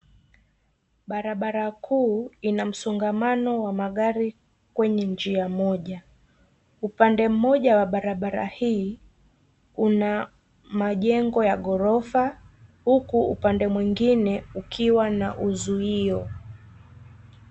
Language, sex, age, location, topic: Swahili, female, 25-35, Nairobi, government